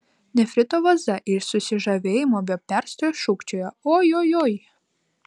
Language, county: Lithuanian, Vilnius